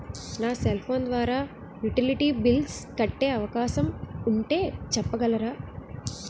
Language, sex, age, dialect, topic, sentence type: Telugu, female, 18-24, Utterandhra, banking, question